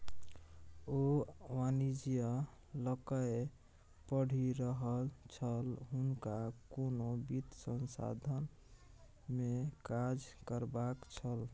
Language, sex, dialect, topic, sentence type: Maithili, male, Bajjika, banking, statement